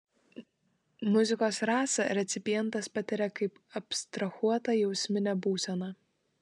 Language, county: Lithuanian, Klaipėda